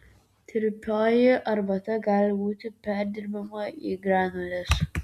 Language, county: Lithuanian, Vilnius